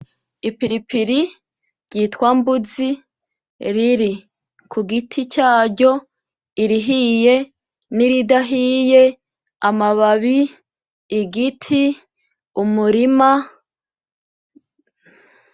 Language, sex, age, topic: Rundi, female, 25-35, agriculture